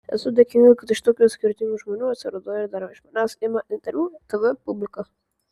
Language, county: Lithuanian, Vilnius